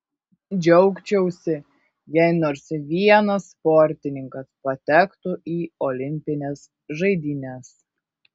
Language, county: Lithuanian, Kaunas